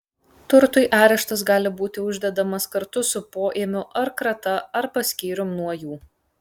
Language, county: Lithuanian, Kaunas